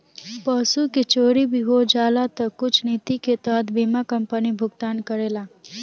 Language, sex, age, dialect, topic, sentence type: Bhojpuri, female, <18, Southern / Standard, banking, statement